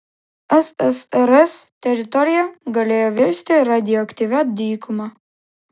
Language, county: Lithuanian, Klaipėda